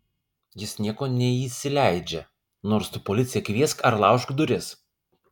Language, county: Lithuanian, Kaunas